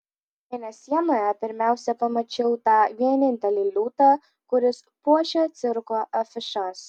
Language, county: Lithuanian, Kaunas